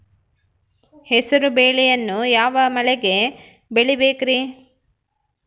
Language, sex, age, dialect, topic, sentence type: Kannada, female, 31-35, Central, agriculture, question